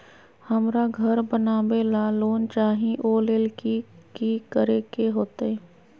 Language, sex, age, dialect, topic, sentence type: Magahi, female, 25-30, Western, banking, question